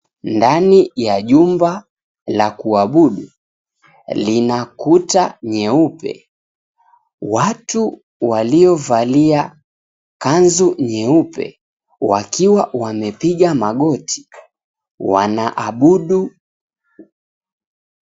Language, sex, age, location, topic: Swahili, female, 18-24, Mombasa, government